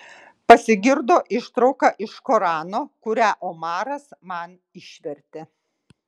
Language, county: Lithuanian, Kaunas